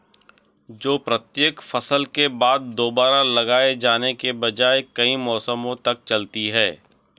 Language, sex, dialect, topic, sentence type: Hindi, male, Marwari Dhudhari, agriculture, statement